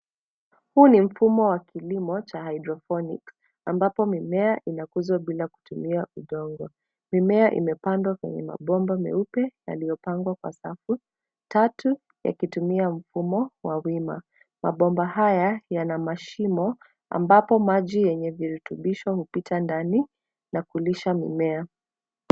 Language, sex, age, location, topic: Swahili, female, 25-35, Nairobi, agriculture